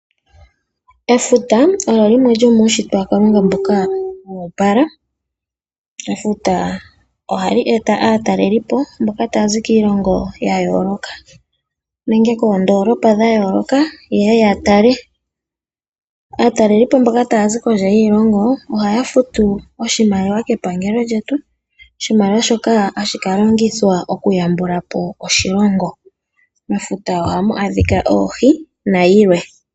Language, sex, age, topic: Oshiwambo, female, 18-24, agriculture